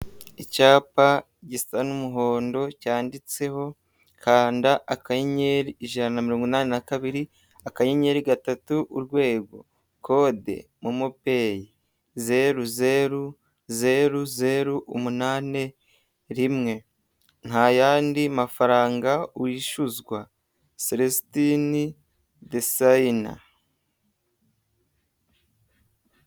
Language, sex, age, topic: Kinyarwanda, male, 18-24, finance